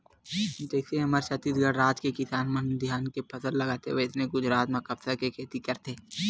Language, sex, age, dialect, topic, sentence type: Chhattisgarhi, male, 18-24, Western/Budati/Khatahi, agriculture, statement